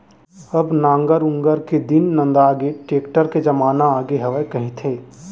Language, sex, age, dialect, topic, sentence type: Chhattisgarhi, male, 18-24, Central, agriculture, statement